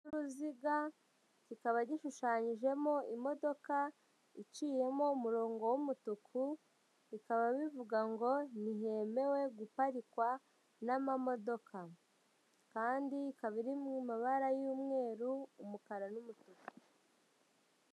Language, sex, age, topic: Kinyarwanda, male, 18-24, government